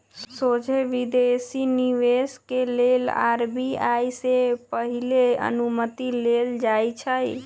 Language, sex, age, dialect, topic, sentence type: Magahi, male, 36-40, Western, banking, statement